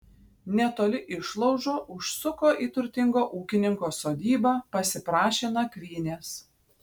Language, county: Lithuanian, Panevėžys